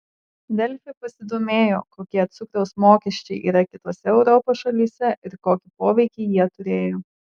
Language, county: Lithuanian, Marijampolė